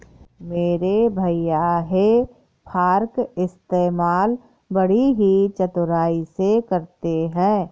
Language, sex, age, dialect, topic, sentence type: Hindi, female, 51-55, Awadhi Bundeli, agriculture, statement